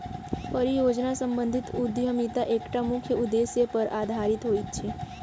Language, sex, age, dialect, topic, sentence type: Maithili, female, 18-24, Southern/Standard, banking, statement